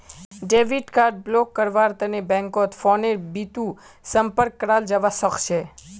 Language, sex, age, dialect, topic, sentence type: Magahi, male, 18-24, Northeastern/Surjapuri, banking, statement